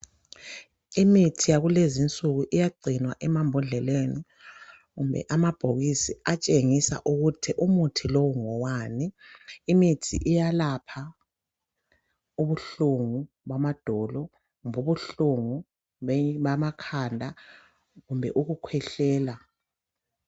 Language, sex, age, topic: North Ndebele, male, 36-49, health